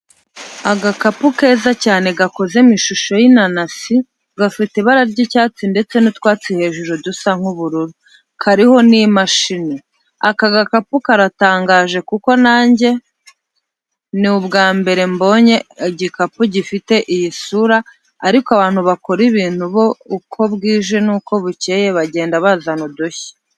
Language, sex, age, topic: Kinyarwanda, female, 25-35, education